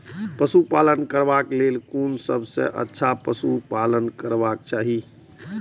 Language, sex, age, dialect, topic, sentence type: Maithili, male, 41-45, Eastern / Thethi, agriculture, question